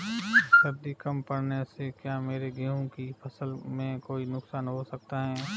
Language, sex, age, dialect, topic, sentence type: Hindi, male, 36-40, Marwari Dhudhari, agriculture, question